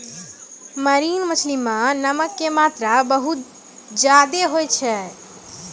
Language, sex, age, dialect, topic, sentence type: Maithili, female, 46-50, Angika, agriculture, statement